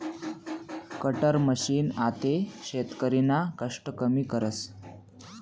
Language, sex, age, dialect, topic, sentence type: Marathi, male, 18-24, Northern Konkan, agriculture, statement